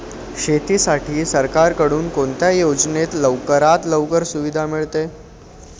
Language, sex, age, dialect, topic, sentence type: Marathi, male, 25-30, Standard Marathi, agriculture, question